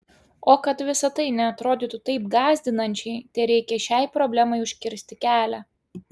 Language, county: Lithuanian, Klaipėda